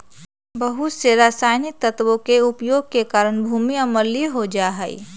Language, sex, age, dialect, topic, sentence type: Magahi, female, 31-35, Western, agriculture, statement